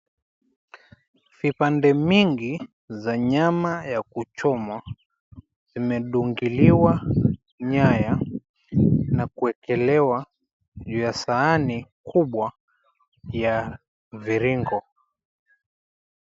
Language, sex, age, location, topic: Swahili, male, 25-35, Mombasa, agriculture